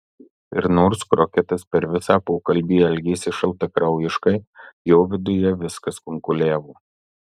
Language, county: Lithuanian, Marijampolė